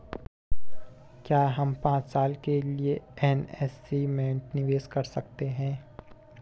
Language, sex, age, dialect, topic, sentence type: Hindi, male, 18-24, Garhwali, banking, question